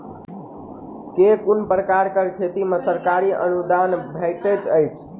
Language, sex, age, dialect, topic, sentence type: Maithili, male, 18-24, Southern/Standard, agriculture, question